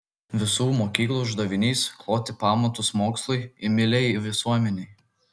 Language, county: Lithuanian, Kaunas